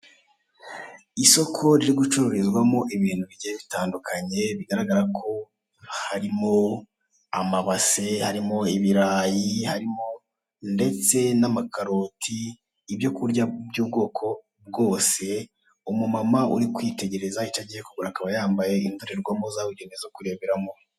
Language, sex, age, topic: Kinyarwanda, male, 18-24, finance